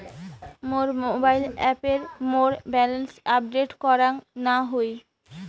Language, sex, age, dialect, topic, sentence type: Bengali, female, 25-30, Rajbangshi, banking, statement